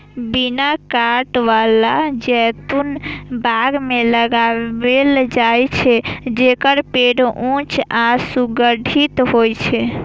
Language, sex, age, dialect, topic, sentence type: Maithili, female, 18-24, Eastern / Thethi, agriculture, statement